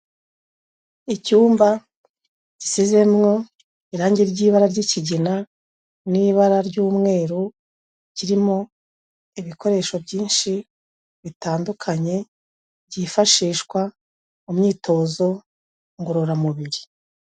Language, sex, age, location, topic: Kinyarwanda, female, 36-49, Kigali, health